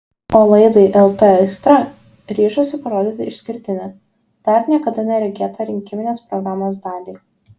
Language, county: Lithuanian, Šiauliai